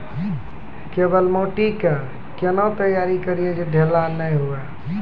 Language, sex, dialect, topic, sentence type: Maithili, male, Angika, agriculture, question